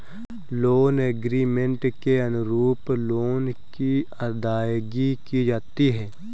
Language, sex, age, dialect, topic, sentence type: Hindi, male, 18-24, Awadhi Bundeli, banking, statement